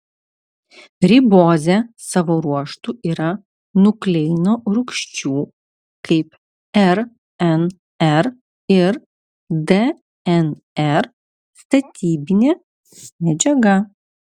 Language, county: Lithuanian, Vilnius